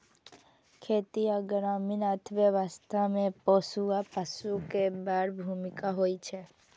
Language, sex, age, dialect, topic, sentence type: Maithili, female, 41-45, Eastern / Thethi, agriculture, statement